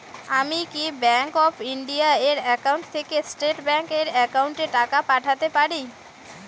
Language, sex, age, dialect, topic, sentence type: Bengali, female, 18-24, Rajbangshi, banking, question